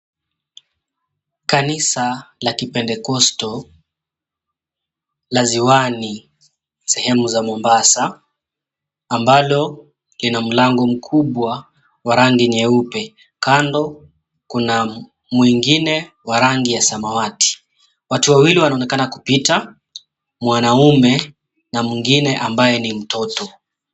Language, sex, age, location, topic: Swahili, male, 25-35, Mombasa, government